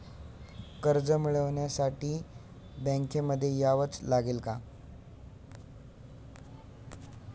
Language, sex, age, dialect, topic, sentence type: Marathi, male, 18-24, Standard Marathi, banking, question